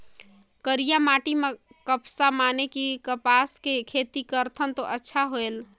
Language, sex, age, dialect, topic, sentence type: Chhattisgarhi, female, 25-30, Northern/Bhandar, agriculture, question